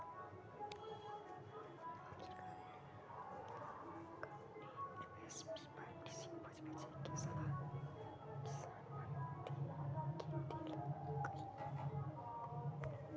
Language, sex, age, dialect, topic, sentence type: Magahi, female, 18-24, Western, agriculture, statement